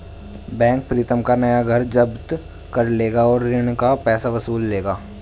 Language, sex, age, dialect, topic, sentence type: Hindi, male, 18-24, Hindustani Malvi Khadi Boli, banking, statement